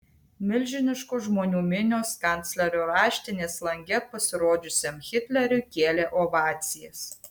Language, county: Lithuanian, Tauragė